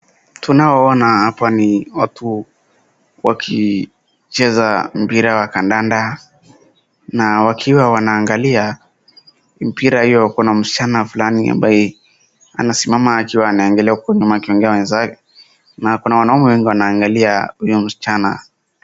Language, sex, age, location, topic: Swahili, male, 18-24, Wajir, government